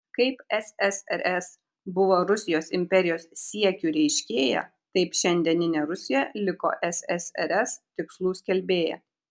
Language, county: Lithuanian, Kaunas